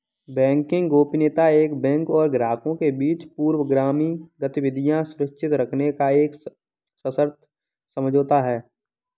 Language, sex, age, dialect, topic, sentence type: Hindi, male, 18-24, Kanauji Braj Bhasha, banking, statement